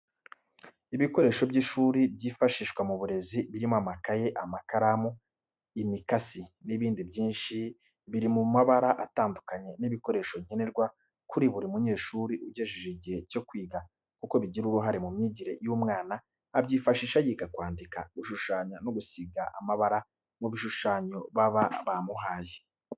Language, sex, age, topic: Kinyarwanda, male, 25-35, education